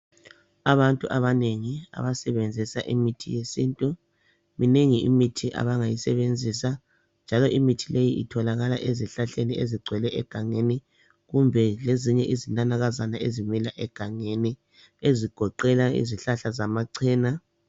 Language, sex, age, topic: North Ndebele, male, 25-35, health